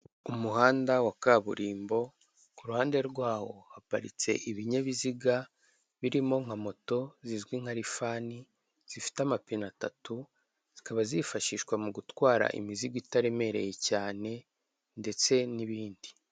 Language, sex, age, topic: Kinyarwanda, male, 18-24, government